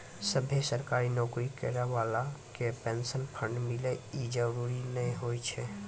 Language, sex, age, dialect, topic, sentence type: Maithili, female, 18-24, Angika, banking, statement